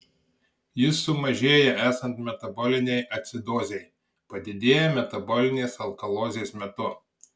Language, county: Lithuanian, Marijampolė